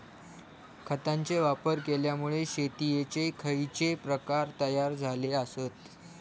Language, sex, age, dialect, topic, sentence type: Marathi, male, 46-50, Southern Konkan, agriculture, question